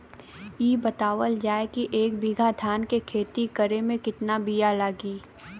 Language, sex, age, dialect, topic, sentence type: Bhojpuri, female, 18-24, Western, agriculture, question